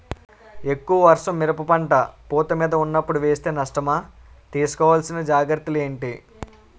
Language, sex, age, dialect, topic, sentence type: Telugu, male, 18-24, Utterandhra, agriculture, question